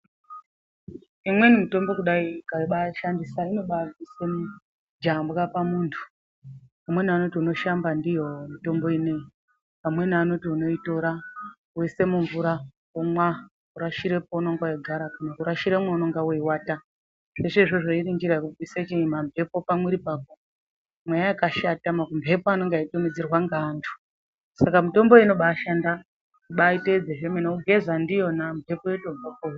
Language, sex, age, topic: Ndau, female, 25-35, health